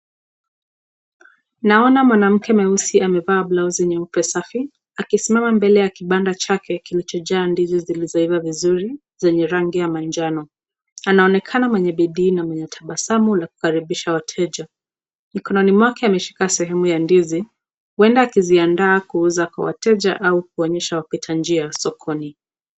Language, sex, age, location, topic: Swahili, female, 18-24, Nakuru, agriculture